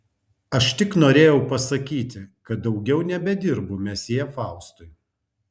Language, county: Lithuanian, Kaunas